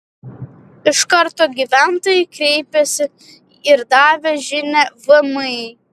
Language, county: Lithuanian, Vilnius